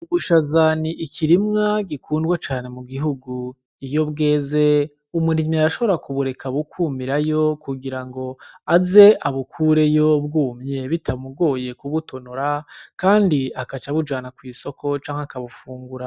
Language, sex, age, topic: Rundi, male, 25-35, agriculture